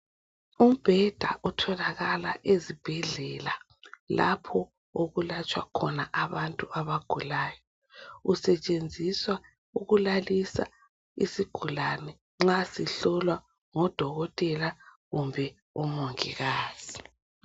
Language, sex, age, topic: North Ndebele, female, 36-49, health